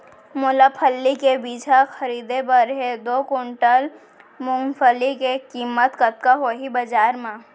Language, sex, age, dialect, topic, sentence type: Chhattisgarhi, female, 18-24, Central, agriculture, question